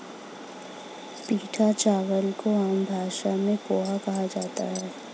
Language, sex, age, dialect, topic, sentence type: Hindi, female, 25-30, Hindustani Malvi Khadi Boli, agriculture, statement